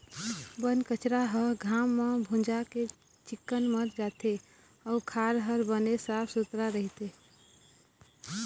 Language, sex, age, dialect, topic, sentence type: Chhattisgarhi, female, 25-30, Eastern, agriculture, statement